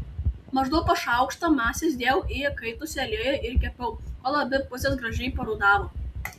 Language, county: Lithuanian, Tauragė